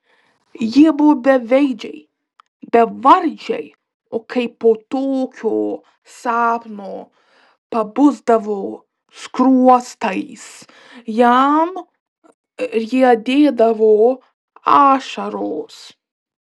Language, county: Lithuanian, Klaipėda